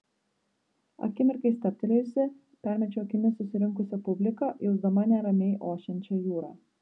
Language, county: Lithuanian, Vilnius